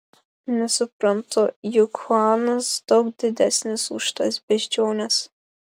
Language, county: Lithuanian, Marijampolė